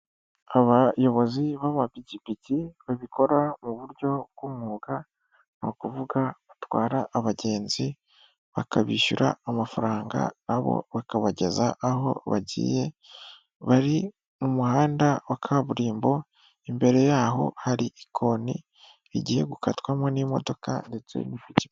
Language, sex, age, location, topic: Kinyarwanda, female, 25-35, Kigali, government